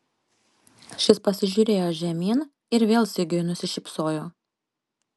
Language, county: Lithuanian, Panevėžys